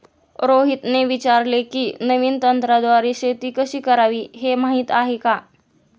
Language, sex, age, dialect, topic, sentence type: Marathi, female, 18-24, Standard Marathi, agriculture, statement